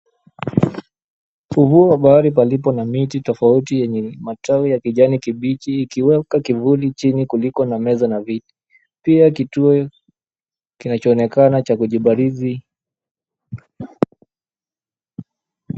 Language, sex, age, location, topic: Swahili, male, 18-24, Mombasa, agriculture